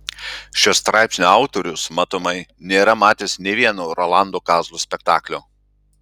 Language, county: Lithuanian, Klaipėda